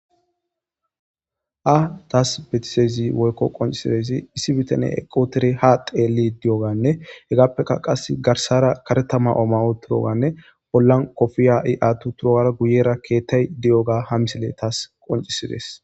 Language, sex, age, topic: Gamo, male, 18-24, government